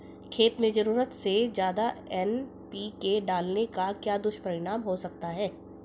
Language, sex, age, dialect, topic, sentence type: Hindi, female, 41-45, Hindustani Malvi Khadi Boli, agriculture, question